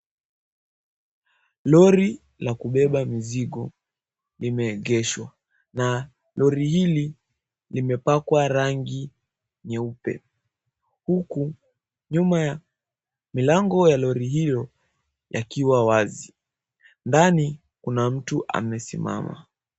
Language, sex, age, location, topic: Swahili, male, 18-24, Mombasa, government